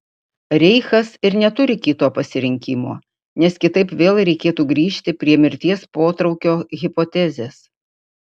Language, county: Lithuanian, Utena